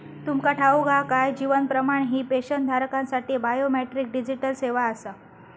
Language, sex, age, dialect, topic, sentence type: Marathi, female, 31-35, Southern Konkan, banking, statement